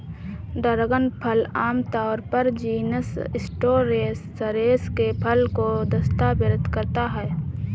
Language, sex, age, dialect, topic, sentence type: Hindi, female, 18-24, Awadhi Bundeli, agriculture, statement